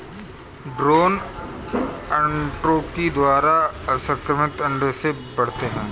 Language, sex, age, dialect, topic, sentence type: Hindi, male, 31-35, Kanauji Braj Bhasha, agriculture, statement